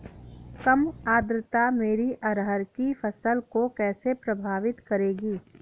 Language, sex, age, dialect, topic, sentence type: Hindi, female, 31-35, Awadhi Bundeli, agriculture, question